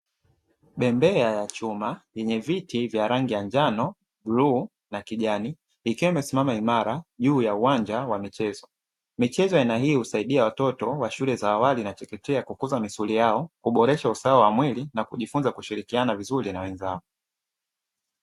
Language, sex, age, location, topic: Swahili, male, 25-35, Dar es Salaam, education